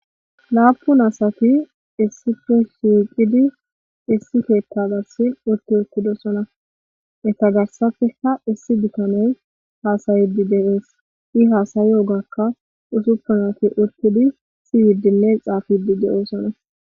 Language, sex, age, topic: Gamo, female, 25-35, government